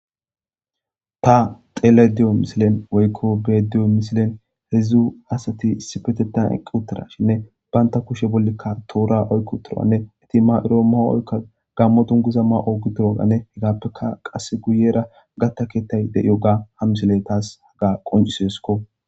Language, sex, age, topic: Gamo, male, 25-35, government